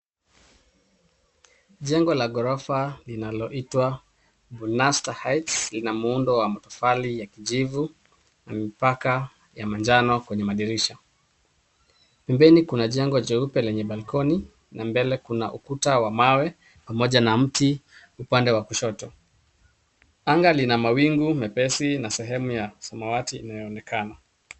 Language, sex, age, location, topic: Swahili, male, 36-49, Nairobi, finance